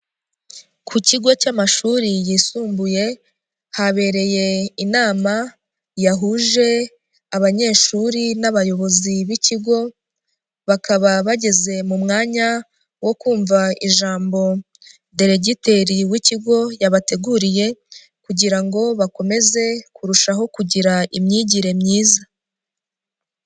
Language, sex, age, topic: Kinyarwanda, female, 25-35, education